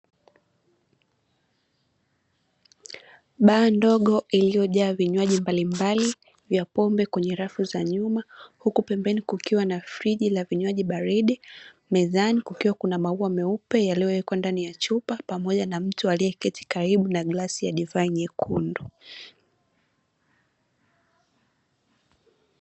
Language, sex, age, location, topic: Swahili, female, 18-24, Dar es Salaam, finance